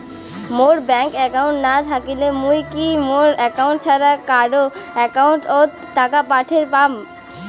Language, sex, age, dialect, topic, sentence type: Bengali, female, 18-24, Rajbangshi, banking, question